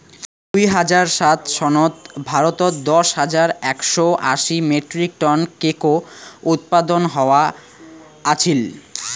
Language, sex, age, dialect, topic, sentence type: Bengali, male, 18-24, Rajbangshi, agriculture, statement